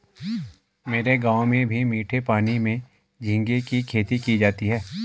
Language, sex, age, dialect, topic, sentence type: Hindi, male, 36-40, Garhwali, agriculture, statement